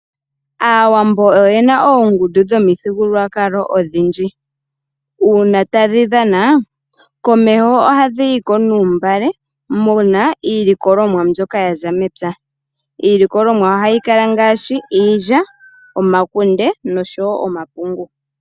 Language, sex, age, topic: Oshiwambo, female, 18-24, agriculture